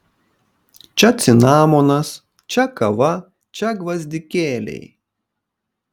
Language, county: Lithuanian, Kaunas